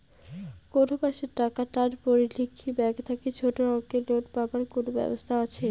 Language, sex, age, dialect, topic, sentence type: Bengali, female, 18-24, Rajbangshi, banking, question